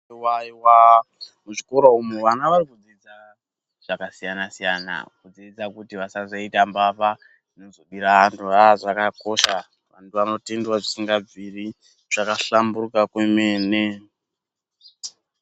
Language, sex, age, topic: Ndau, male, 18-24, education